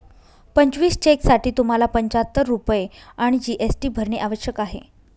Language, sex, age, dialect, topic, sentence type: Marathi, female, 31-35, Northern Konkan, banking, statement